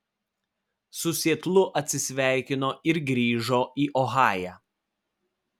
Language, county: Lithuanian, Vilnius